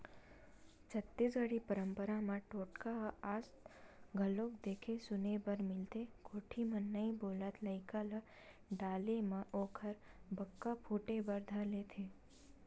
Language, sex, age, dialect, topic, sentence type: Chhattisgarhi, female, 18-24, Western/Budati/Khatahi, agriculture, statement